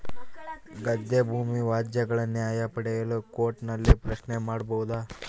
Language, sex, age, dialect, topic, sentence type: Kannada, male, 18-24, Central, banking, question